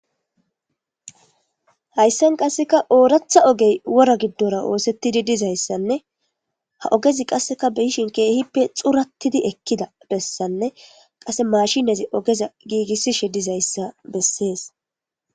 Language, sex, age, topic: Gamo, female, 25-35, government